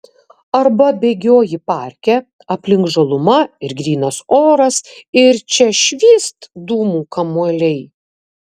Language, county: Lithuanian, Kaunas